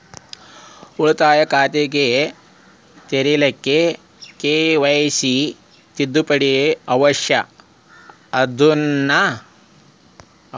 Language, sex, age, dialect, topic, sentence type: Kannada, male, 36-40, Dharwad Kannada, banking, question